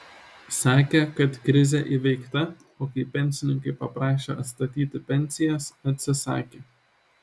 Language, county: Lithuanian, Šiauliai